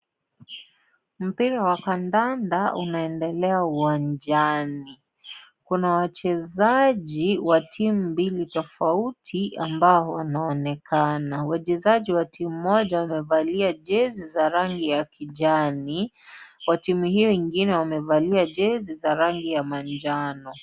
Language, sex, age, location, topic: Swahili, female, 18-24, Kisii, government